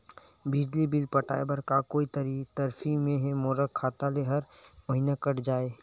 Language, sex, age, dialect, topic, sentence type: Chhattisgarhi, male, 18-24, Western/Budati/Khatahi, banking, question